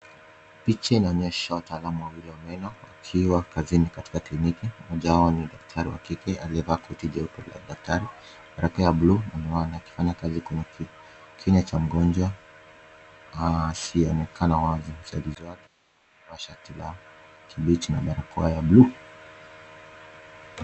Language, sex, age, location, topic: Swahili, male, 25-35, Kisumu, health